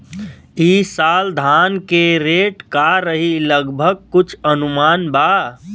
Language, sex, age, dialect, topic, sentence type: Bhojpuri, male, 31-35, Western, agriculture, question